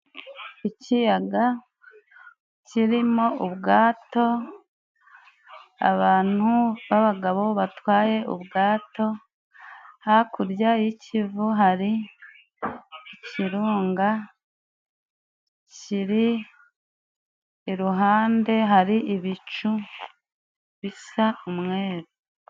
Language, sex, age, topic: Kinyarwanda, female, 25-35, government